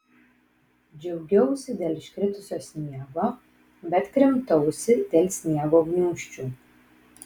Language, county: Lithuanian, Kaunas